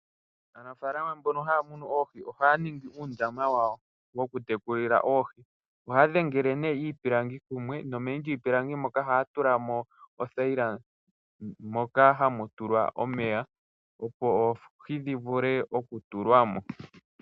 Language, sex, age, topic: Oshiwambo, male, 18-24, agriculture